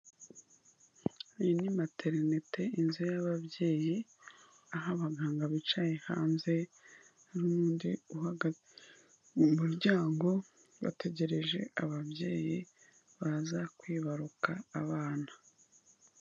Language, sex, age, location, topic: Kinyarwanda, female, 25-35, Kigali, health